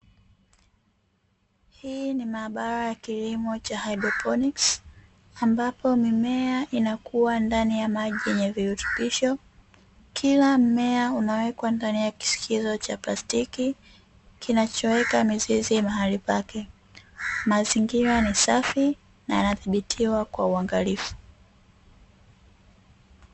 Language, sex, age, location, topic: Swahili, female, 18-24, Dar es Salaam, agriculture